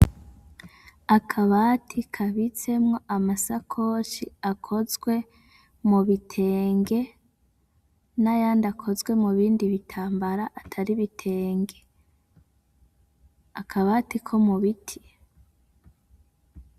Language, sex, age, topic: Rundi, female, 25-35, education